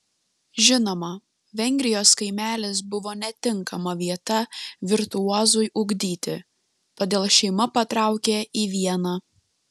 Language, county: Lithuanian, Panevėžys